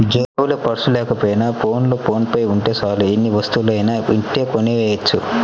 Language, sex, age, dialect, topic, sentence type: Telugu, male, 25-30, Central/Coastal, banking, statement